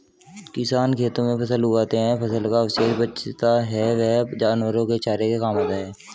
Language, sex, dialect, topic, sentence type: Hindi, male, Hindustani Malvi Khadi Boli, agriculture, statement